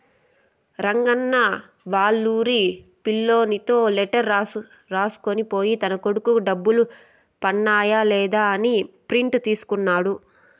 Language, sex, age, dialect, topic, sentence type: Telugu, female, 18-24, Southern, banking, statement